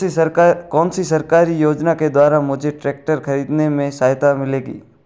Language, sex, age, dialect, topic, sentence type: Hindi, male, 41-45, Marwari Dhudhari, agriculture, question